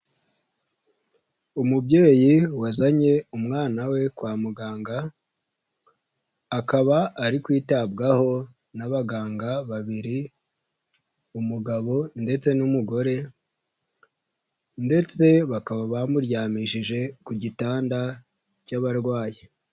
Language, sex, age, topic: Kinyarwanda, male, 25-35, health